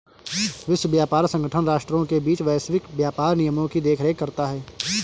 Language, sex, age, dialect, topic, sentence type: Hindi, male, 18-24, Awadhi Bundeli, banking, statement